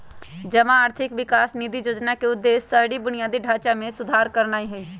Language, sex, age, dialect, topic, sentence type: Magahi, female, 25-30, Western, banking, statement